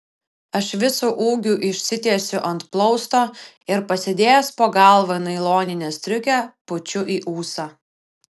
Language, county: Lithuanian, Vilnius